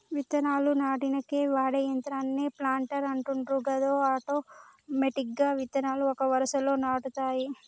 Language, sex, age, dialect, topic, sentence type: Telugu, male, 18-24, Telangana, agriculture, statement